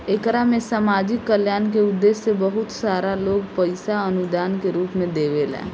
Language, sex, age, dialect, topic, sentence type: Bhojpuri, female, 18-24, Southern / Standard, banking, statement